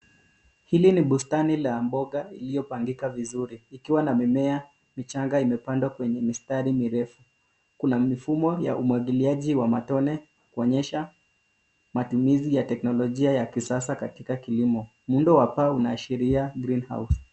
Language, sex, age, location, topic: Swahili, male, 25-35, Nairobi, agriculture